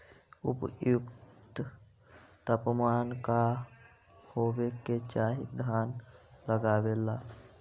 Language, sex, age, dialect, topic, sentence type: Magahi, female, 25-30, Central/Standard, agriculture, question